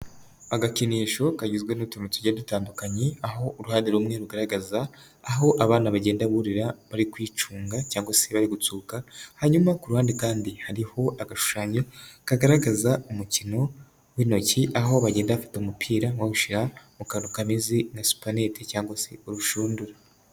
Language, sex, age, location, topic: Kinyarwanda, male, 18-24, Nyagatare, education